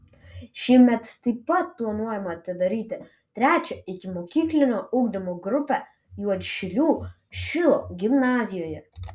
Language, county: Lithuanian, Vilnius